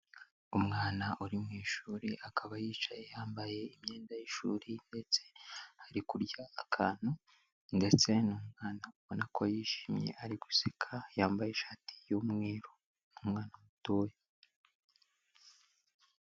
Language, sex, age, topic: Kinyarwanda, male, 18-24, health